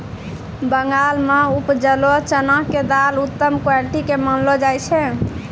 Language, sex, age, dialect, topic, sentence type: Maithili, female, 18-24, Angika, agriculture, statement